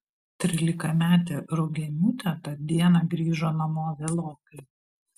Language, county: Lithuanian, Vilnius